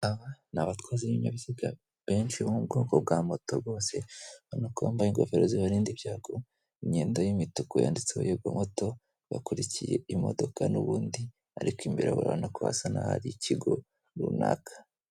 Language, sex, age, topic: Kinyarwanda, female, 18-24, finance